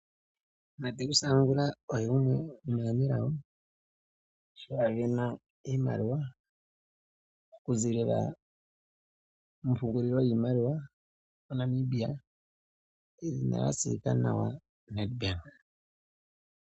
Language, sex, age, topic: Oshiwambo, male, 36-49, finance